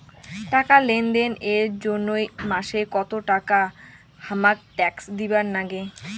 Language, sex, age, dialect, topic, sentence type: Bengali, female, 18-24, Rajbangshi, banking, question